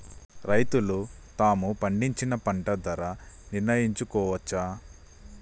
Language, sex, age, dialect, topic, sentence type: Telugu, male, 25-30, Telangana, agriculture, question